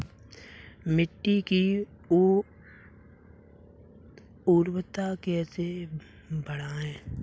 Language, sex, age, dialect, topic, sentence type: Hindi, male, 18-24, Kanauji Braj Bhasha, agriculture, question